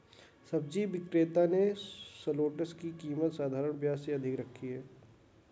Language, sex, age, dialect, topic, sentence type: Hindi, male, 60-100, Kanauji Braj Bhasha, agriculture, statement